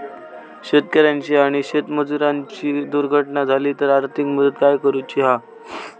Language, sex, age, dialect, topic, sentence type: Marathi, male, 18-24, Southern Konkan, agriculture, question